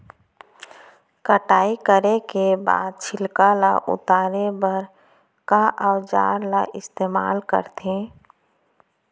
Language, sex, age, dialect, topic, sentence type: Chhattisgarhi, female, 31-35, Central, agriculture, question